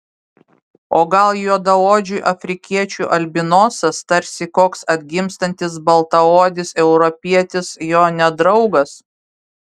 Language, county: Lithuanian, Vilnius